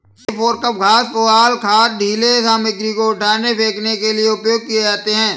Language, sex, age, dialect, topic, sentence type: Hindi, male, 25-30, Awadhi Bundeli, agriculture, statement